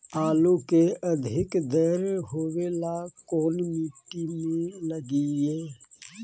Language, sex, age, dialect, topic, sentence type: Magahi, male, 41-45, Central/Standard, agriculture, question